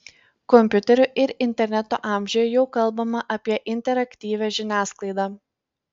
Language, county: Lithuanian, Panevėžys